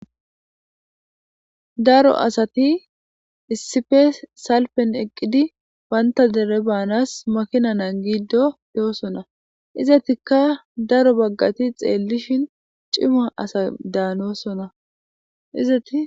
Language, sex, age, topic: Gamo, female, 18-24, government